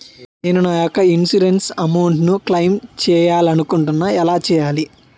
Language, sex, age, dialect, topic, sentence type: Telugu, male, 18-24, Utterandhra, banking, question